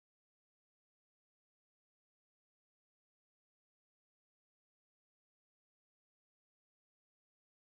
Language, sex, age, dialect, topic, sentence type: Bengali, male, 18-24, Rajbangshi, agriculture, statement